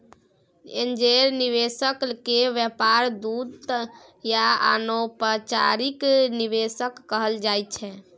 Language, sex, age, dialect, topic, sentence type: Maithili, female, 18-24, Bajjika, banking, statement